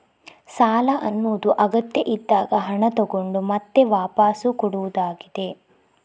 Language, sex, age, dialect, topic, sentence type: Kannada, female, 25-30, Coastal/Dakshin, banking, statement